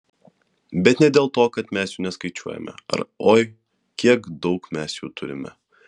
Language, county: Lithuanian, Kaunas